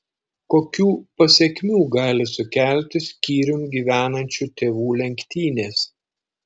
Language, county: Lithuanian, Šiauliai